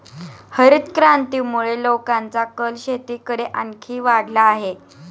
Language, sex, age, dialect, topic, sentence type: Marathi, male, 41-45, Standard Marathi, agriculture, statement